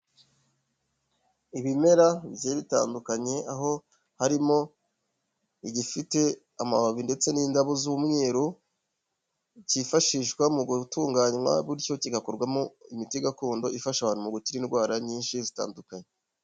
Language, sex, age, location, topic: Kinyarwanda, male, 25-35, Huye, health